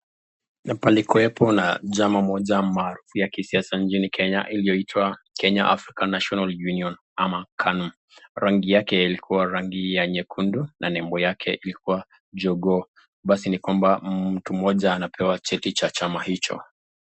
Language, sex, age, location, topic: Swahili, male, 25-35, Nakuru, government